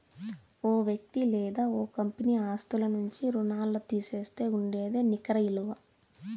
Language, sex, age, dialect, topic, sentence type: Telugu, female, 18-24, Southern, banking, statement